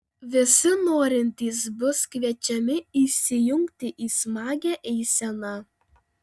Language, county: Lithuanian, Panevėžys